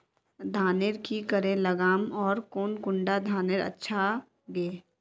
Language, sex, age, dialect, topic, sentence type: Magahi, female, 18-24, Northeastern/Surjapuri, agriculture, question